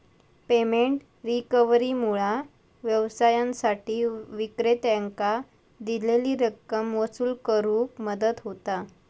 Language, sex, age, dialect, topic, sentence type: Marathi, male, 18-24, Southern Konkan, banking, statement